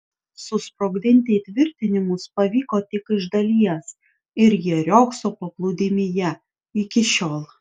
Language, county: Lithuanian, Vilnius